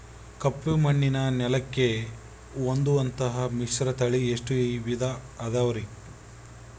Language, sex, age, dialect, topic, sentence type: Kannada, male, 25-30, Central, agriculture, question